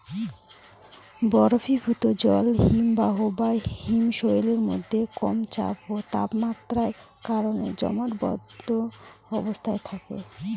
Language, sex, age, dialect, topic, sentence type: Bengali, female, 18-24, Northern/Varendri, agriculture, statement